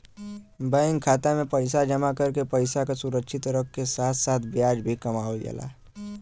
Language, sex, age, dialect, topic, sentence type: Bhojpuri, male, 18-24, Western, banking, statement